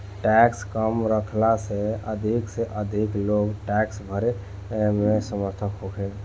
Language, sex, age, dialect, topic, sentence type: Bhojpuri, male, 18-24, Southern / Standard, banking, statement